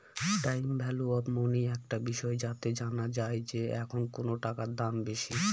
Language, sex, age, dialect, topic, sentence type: Bengali, male, 25-30, Northern/Varendri, banking, statement